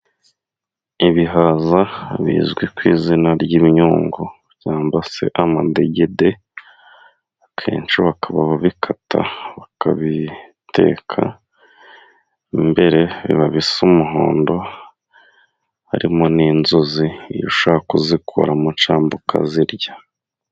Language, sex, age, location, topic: Kinyarwanda, male, 25-35, Musanze, agriculture